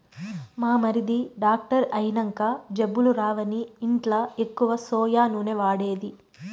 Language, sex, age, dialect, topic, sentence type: Telugu, female, 25-30, Southern, agriculture, statement